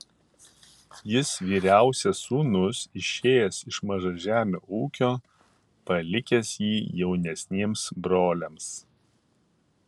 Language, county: Lithuanian, Kaunas